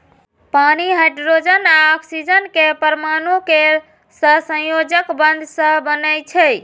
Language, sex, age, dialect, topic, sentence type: Maithili, female, 25-30, Eastern / Thethi, agriculture, statement